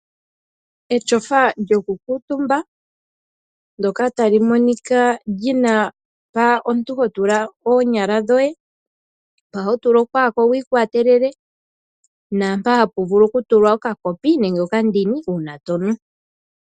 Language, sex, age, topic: Oshiwambo, female, 25-35, finance